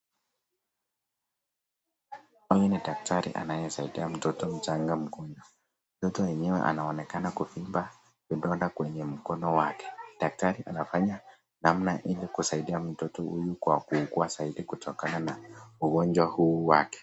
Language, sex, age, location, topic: Swahili, male, 18-24, Nakuru, health